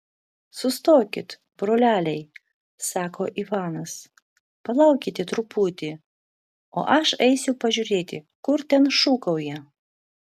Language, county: Lithuanian, Vilnius